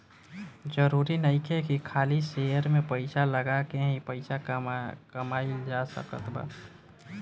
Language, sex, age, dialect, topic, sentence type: Bhojpuri, male, <18, Southern / Standard, banking, statement